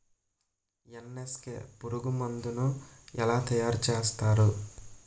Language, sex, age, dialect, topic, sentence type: Telugu, male, 18-24, Utterandhra, agriculture, question